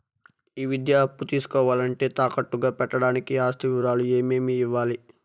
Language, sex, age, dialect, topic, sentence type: Telugu, male, 41-45, Southern, banking, question